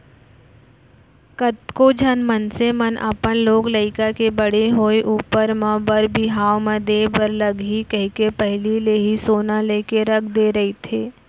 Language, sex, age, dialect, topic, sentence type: Chhattisgarhi, female, 25-30, Central, banking, statement